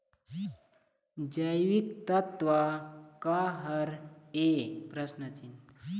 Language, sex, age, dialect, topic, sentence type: Chhattisgarhi, male, 36-40, Eastern, agriculture, question